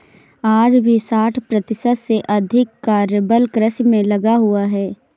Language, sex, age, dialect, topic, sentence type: Hindi, female, 18-24, Awadhi Bundeli, agriculture, statement